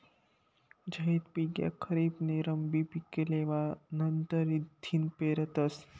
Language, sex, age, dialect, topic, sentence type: Marathi, male, 25-30, Northern Konkan, agriculture, statement